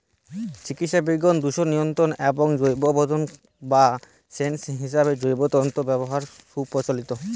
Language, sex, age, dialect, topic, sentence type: Bengali, male, 18-24, Western, agriculture, statement